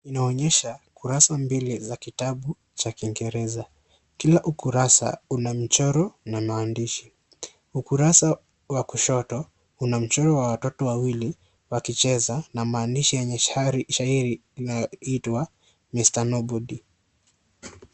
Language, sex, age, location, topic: Swahili, male, 25-35, Kisii, education